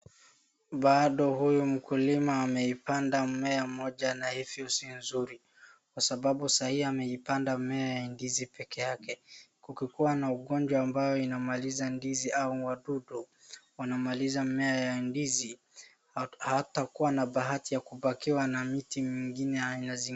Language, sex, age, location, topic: Swahili, female, 36-49, Wajir, agriculture